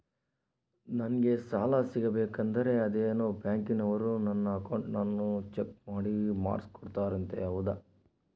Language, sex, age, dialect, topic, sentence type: Kannada, male, 18-24, Central, banking, question